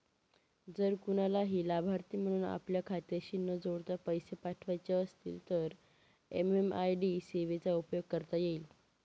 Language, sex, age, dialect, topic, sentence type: Marathi, female, 18-24, Northern Konkan, banking, statement